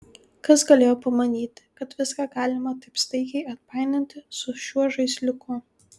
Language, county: Lithuanian, Kaunas